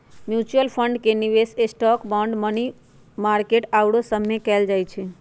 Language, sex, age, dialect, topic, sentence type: Magahi, female, 46-50, Western, banking, statement